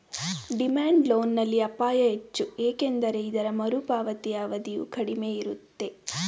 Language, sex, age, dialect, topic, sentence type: Kannada, female, 18-24, Mysore Kannada, banking, statement